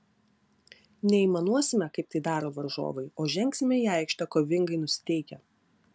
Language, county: Lithuanian, Klaipėda